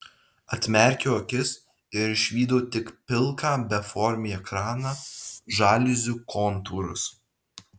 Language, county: Lithuanian, Vilnius